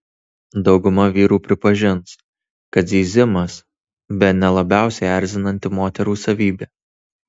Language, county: Lithuanian, Tauragė